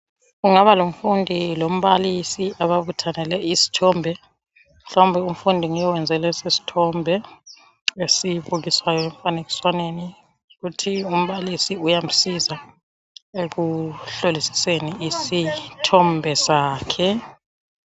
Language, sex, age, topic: North Ndebele, female, 36-49, education